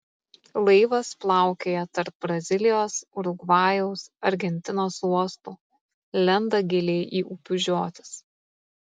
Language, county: Lithuanian, Klaipėda